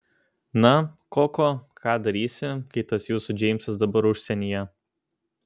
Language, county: Lithuanian, Kaunas